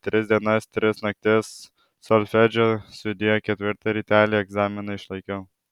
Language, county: Lithuanian, Alytus